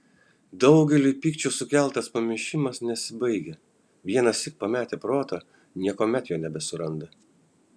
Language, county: Lithuanian, Kaunas